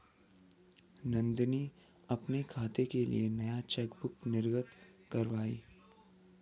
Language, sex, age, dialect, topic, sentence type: Hindi, female, 18-24, Hindustani Malvi Khadi Boli, banking, statement